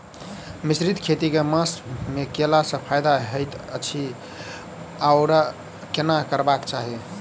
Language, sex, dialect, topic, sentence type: Maithili, male, Southern/Standard, agriculture, question